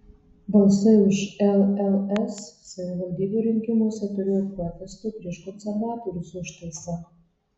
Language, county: Lithuanian, Marijampolė